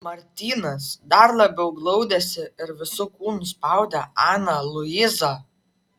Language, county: Lithuanian, Vilnius